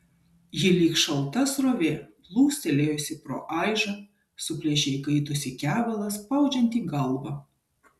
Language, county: Lithuanian, Kaunas